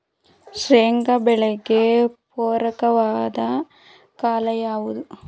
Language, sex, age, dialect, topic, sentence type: Kannada, female, 18-24, Mysore Kannada, agriculture, question